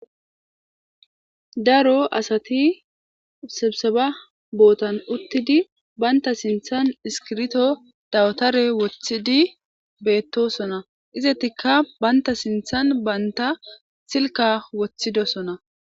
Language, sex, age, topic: Gamo, female, 25-35, government